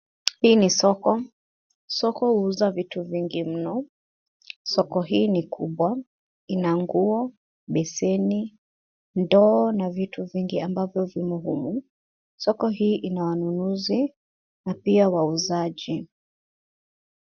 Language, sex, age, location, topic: Swahili, female, 25-35, Nairobi, finance